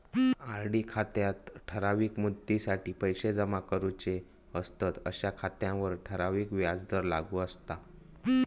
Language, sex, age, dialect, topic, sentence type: Marathi, male, 18-24, Southern Konkan, banking, statement